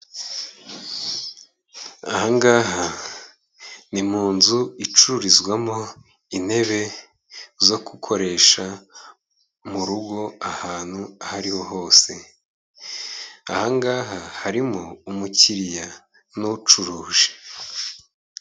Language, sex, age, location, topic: Kinyarwanda, male, 25-35, Kigali, finance